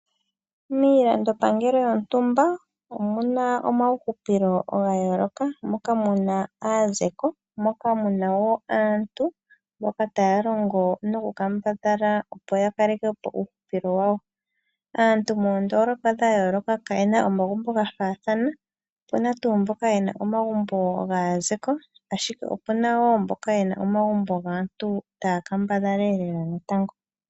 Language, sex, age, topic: Oshiwambo, female, 36-49, finance